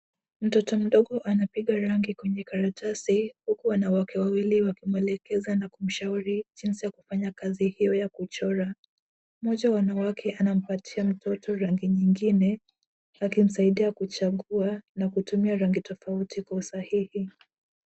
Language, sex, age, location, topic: Swahili, female, 18-24, Nairobi, education